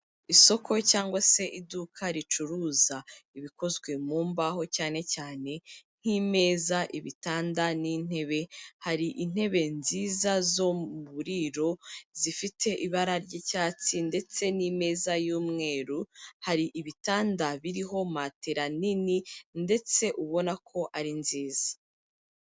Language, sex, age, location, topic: Kinyarwanda, female, 25-35, Kigali, finance